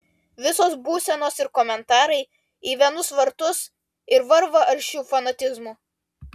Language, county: Lithuanian, Vilnius